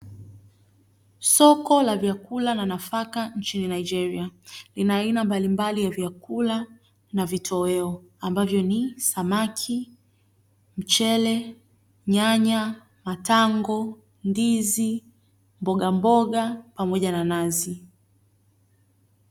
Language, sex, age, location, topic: Swahili, female, 25-35, Dar es Salaam, finance